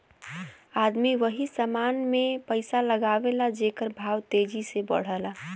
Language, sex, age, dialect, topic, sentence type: Bhojpuri, female, 18-24, Western, banking, statement